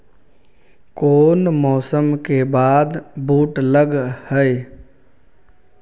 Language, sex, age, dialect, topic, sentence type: Magahi, male, 36-40, Central/Standard, agriculture, question